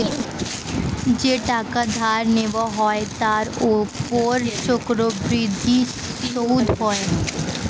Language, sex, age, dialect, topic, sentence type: Bengali, female, 18-24, Standard Colloquial, banking, statement